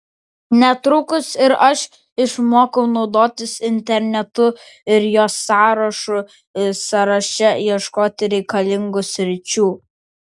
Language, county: Lithuanian, Vilnius